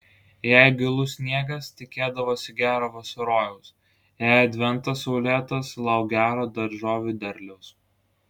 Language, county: Lithuanian, Klaipėda